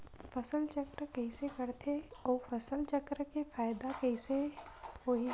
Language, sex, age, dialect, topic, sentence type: Chhattisgarhi, female, 60-100, Western/Budati/Khatahi, agriculture, question